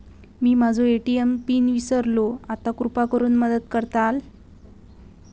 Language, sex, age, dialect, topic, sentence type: Marathi, female, 18-24, Southern Konkan, banking, statement